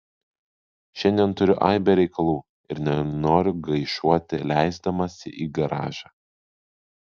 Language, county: Lithuanian, Kaunas